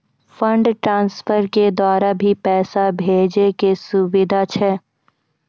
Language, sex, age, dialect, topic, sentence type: Maithili, female, 41-45, Angika, banking, question